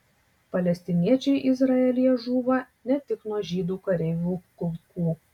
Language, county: Lithuanian, Tauragė